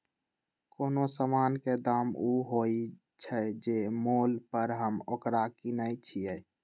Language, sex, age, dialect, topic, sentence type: Magahi, male, 18-24, Western, banking, statement